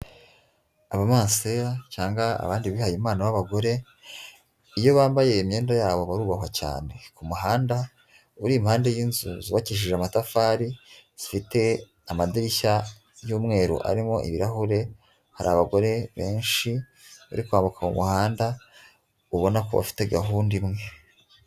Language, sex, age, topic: Kinyarwanda, female, 25-35, education